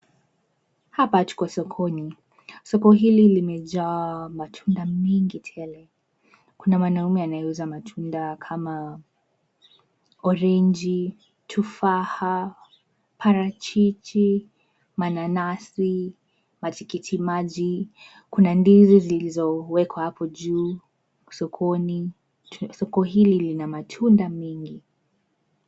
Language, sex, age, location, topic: Swahili, female, 18-24, Nairobi, finance